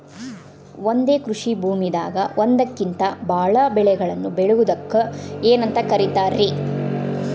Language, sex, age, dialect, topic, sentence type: Kannada, female, 36-40, Dharwad Kannada, agriculture, question